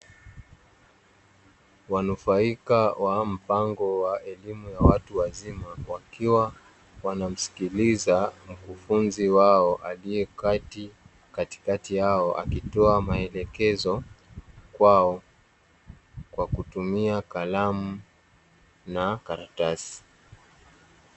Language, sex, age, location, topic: Swahili, male, 18-24, Dar es Salaam, education